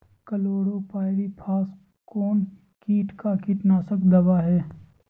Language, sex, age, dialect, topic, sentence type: Magahi, female, 18-24, Southern, agriculture, question